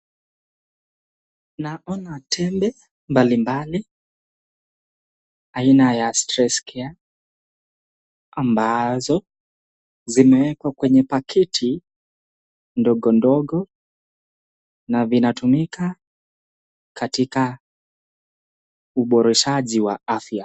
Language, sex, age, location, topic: Swahili, male, 18-24, Nakuru, health